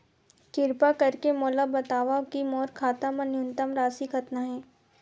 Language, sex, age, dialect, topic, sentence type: Chhattisgarhi, female, 25-30, Western/Budati/Khatahi, banking, statement